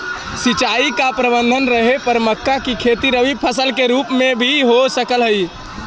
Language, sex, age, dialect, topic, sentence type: Magahi, male, 18-24, Central/Standard, agriculture, statement